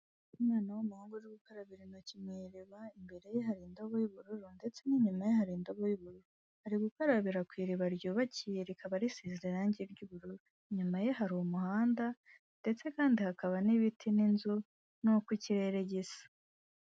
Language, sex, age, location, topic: Kinyarwanda, female, 18-24, Kigali, health